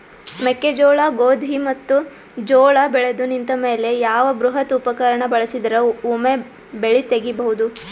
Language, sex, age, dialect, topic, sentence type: Kannada, female, 18-24, Northeastern, agriculture, question